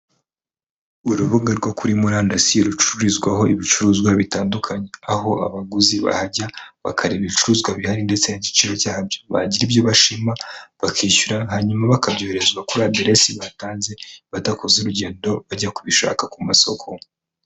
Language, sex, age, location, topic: Kinyarwanda, male, 25-35, Kigali, finance